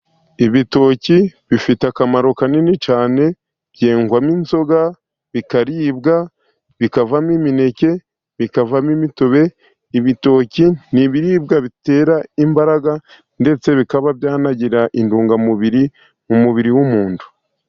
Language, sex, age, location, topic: Kinyarwanda, male, 50+, Musanze, agriculture